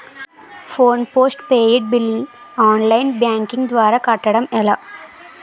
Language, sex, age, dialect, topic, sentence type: Telugu, female, 18-24, Utterandhra, banking, question